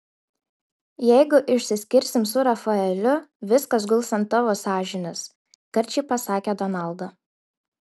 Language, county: Lithuanian, Šiauliai